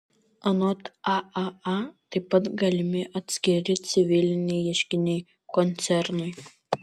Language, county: Lithuanian, Vilnius